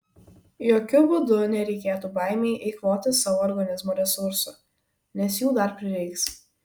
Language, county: Lithuanian, Kaunas